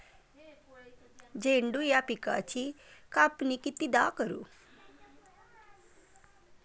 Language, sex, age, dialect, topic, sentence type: Marathi, female, 25-30, Varhadi, agriculture, question